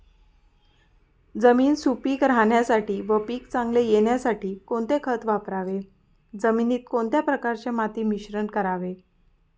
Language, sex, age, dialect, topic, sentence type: Marathi, female, 31-35, Northern Konkan, agriculture, question